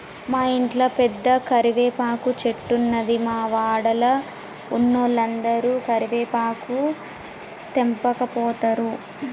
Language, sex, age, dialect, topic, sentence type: Telugu, female, 18-24, Telangana, agriculture, statement